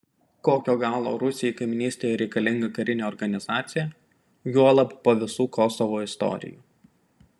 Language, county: Lithuanian, Panevėžys